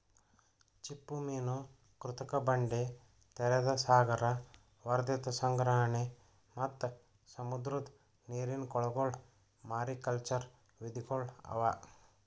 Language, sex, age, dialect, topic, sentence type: Kannada, male, 31-35, Northeastern, agriculture, statement